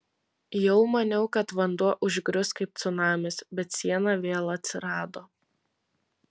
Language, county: Lithuanian, Vilnius